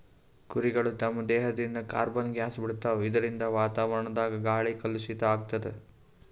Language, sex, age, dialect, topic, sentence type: Kannada, male, 18-24, Northeastern, agriculture, statement